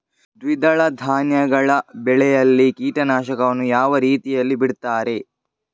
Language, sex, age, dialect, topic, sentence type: Kannada, male, 51-55, Coastal/Dakshin, agriculture, question